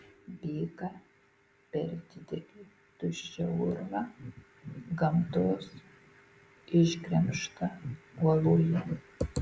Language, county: Lithuanian, Marijampolė